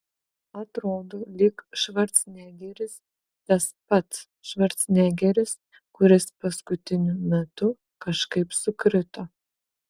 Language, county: Lithuanian, Vilnius